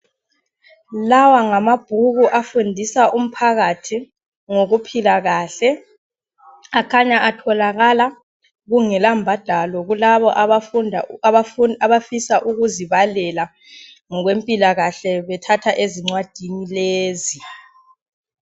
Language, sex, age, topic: North Ndebele, female, 25-35, health